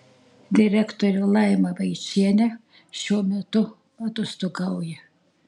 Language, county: Lithuanian, Tauragė